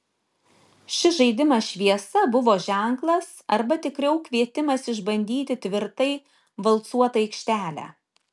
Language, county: Lithuanian, Šiauliai